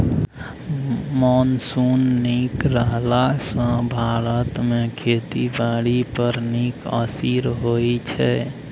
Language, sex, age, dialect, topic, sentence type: Maithili, male, 18-24, Bajjika, agriculture, statement